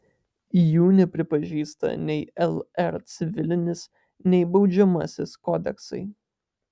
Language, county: Lithuanian, Alytus